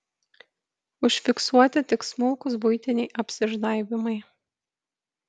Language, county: Lithuanian, Kaunas